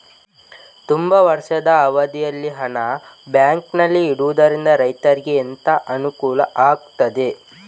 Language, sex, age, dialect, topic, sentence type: Kannada, male, 25-30, Coastal/Dakshin, banking, question